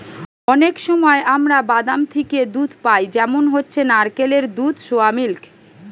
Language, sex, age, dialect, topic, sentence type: Bengali, female, 31-35, Western, agriculture, statement